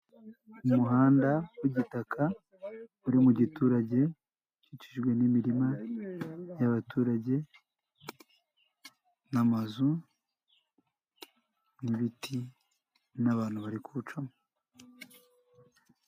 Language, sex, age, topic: Kinyarwanda, male, 18-24, agriculture